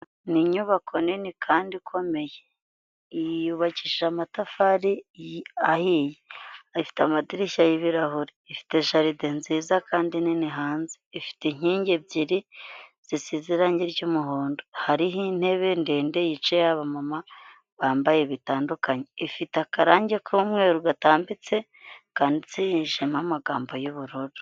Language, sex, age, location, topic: Kinyarwanda, female, 25-35, Huye, health